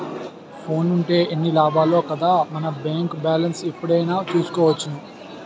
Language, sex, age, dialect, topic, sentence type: Telugu, male, 31-35, Utterandhra, banking, statement